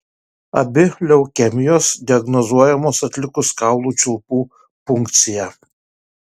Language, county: Lithuanian, Kaunas